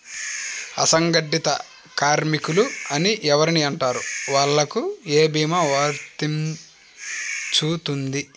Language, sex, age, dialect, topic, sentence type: Telugu, male, 25-30, Central/Coastal, banking, question